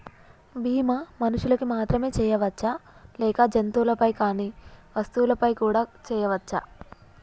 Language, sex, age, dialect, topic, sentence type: Telugu, female, 25-30, Telangana, banking, question